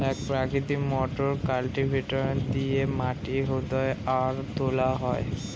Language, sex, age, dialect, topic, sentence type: Bengali, male, 18-24, Standard Colloquial, agriculture, statement